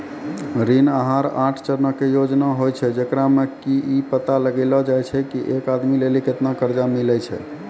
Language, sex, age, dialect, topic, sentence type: Maithili, male, 31-35, Angika, banking, statement